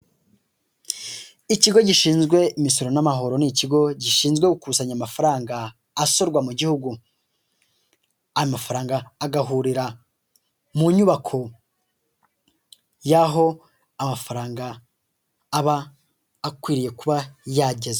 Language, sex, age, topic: Kinyarwanda, male, 18-24, government